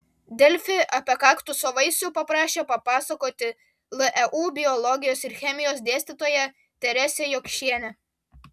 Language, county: Lithuanian, Vilnius